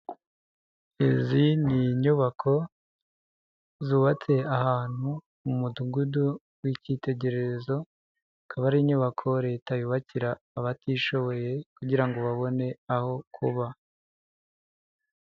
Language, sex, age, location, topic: Kinyarwanda, male, 25-35, Nyagatare, government